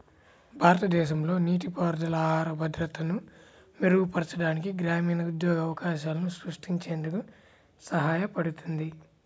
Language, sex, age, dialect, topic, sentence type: Telugu, male, 18-24, Central/Coastal, agriculture, statement